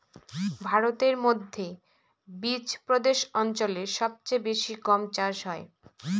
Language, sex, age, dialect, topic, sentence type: Bengali, female, 36-40, Northern/Varendri, agriculture, statement